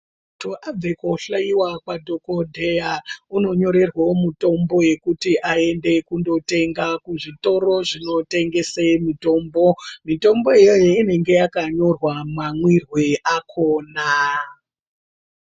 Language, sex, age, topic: Ndau, male, 36-49, health